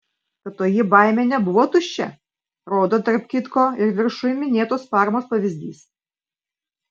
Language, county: Lithuanian, Vilnius